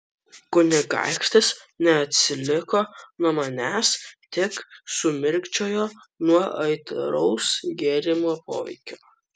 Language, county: Lithuanian, Kaunas